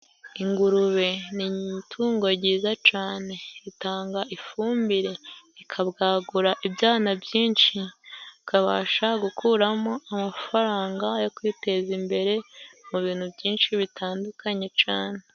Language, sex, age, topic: Kinyarwanda, male, 18-24, agriculture